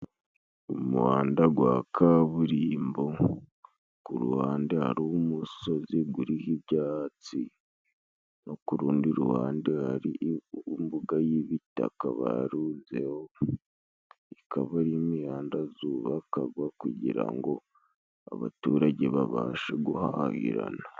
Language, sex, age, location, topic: Kinyarwanda, male, 18-24, Musanze, government